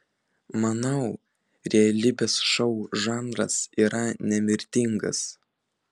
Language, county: Lithuanian, Vilnius